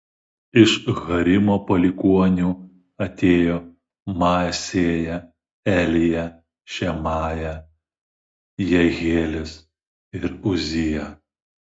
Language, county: Lithuanian, Šiauliai